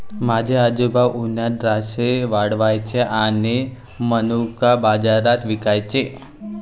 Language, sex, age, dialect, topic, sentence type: Marathi, male, 18-24, Varhadi, agriculture, statement